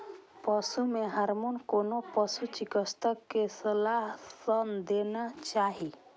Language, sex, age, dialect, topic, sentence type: Maithili, female, 25-30, Eastern / Thethi, agriculture, statement